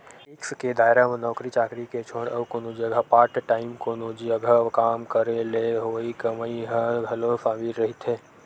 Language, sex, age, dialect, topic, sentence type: Chhattisgarhi, male, 18-24, Western/Budati/Khatahi, banking, statement